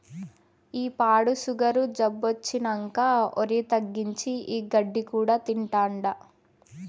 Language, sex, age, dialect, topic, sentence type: Telugu, female, 18-24, Southern, agriculture, statement